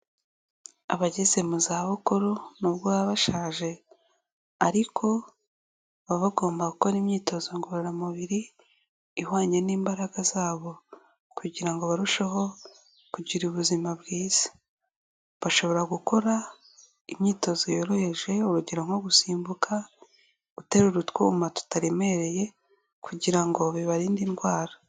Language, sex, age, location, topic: Kinyarwanda, female, 18-24, Kigali, health